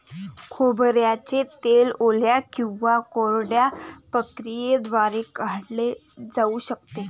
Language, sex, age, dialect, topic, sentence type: Marathi, female, 18-24, Varhadi, agriculture, statement